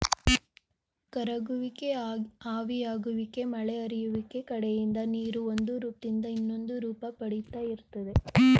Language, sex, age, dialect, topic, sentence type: Kannada, female, 18-24, Mysore Kannada, agriculture, statement